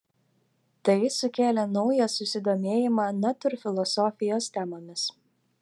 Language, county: Lithuanian, Telšiai